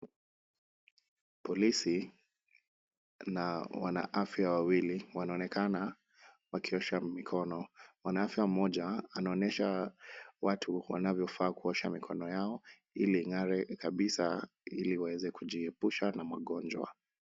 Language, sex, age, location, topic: Swahili, male, 25-35, Kisumu, health